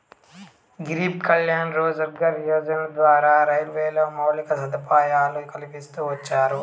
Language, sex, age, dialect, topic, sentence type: Telugu, male, 18-24, Southern, banking, statement